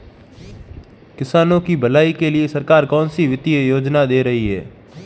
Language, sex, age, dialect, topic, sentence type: Hindi, male, 18-24, Marwari Dhudhari, agriculture, question